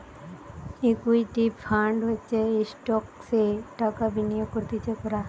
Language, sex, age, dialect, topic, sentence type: Bengali, female, 18-24, Western, banking, statement